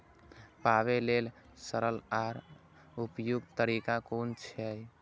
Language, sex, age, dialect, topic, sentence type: Maithili, male, 18-24, Eastern / Thethi, agriculture, question